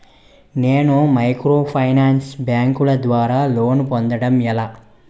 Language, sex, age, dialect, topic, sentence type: Telugu, male, 25-30, Utterandhra, banking, question